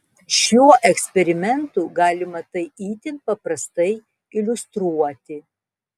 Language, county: Lithuanian, Tauragė